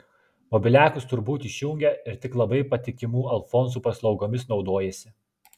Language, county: Lithuanian, Klaipėda